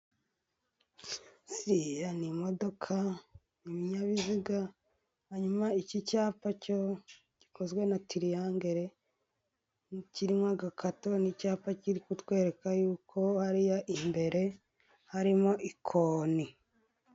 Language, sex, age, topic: Kinyarwanda, female, 25-35, government